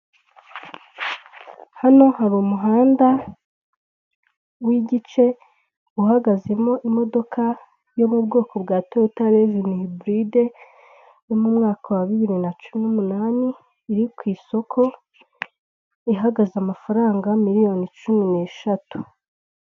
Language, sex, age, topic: Kinyarwanda, female, 25-35, finance